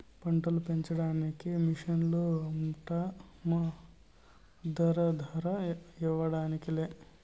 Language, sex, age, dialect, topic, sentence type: Telugu, male, 25-30, Southern, agriculture, statement